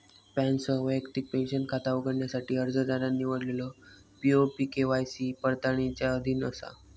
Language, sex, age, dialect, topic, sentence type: Marathi, male, 18-24, Southern Konkan, banking, statement